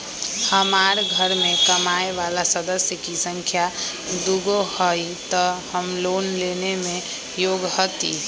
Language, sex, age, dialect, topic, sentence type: Magahi, female, 18-24, Western, banking, question